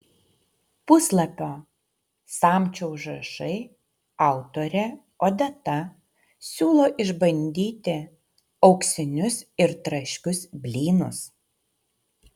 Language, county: Lithuanian, Utena